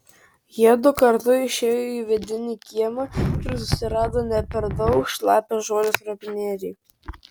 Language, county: Lithuanian, Vilnius